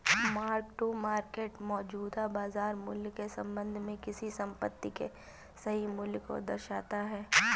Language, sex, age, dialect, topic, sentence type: Hindi, female, 25-30, Awadhi Bundeli, banking, statement